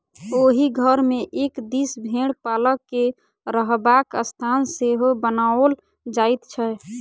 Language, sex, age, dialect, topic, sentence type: Maithili, female, 18-24, Southern/Standard, agriculture, statement